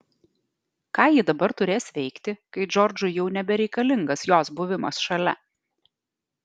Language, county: Lithuanian, Alytus